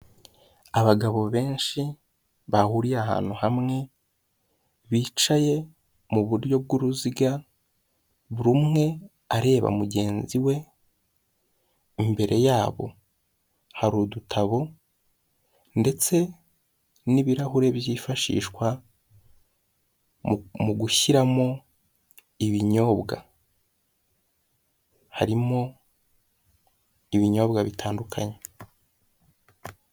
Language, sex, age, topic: Kinyarwanda, male, 18-24, health